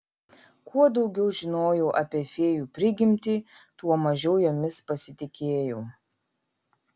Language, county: Lithuanian, Vilnius